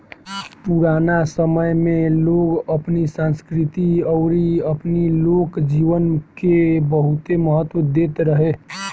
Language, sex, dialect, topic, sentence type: Bhojpuri, male, Northern, banking, statement